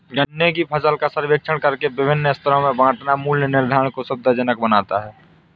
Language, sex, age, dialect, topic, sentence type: Hindi, male, 18-24, Awadhi Bundeli, agriculture, statement